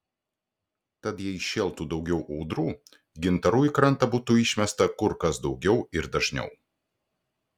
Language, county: Lithuanian, Klaipėda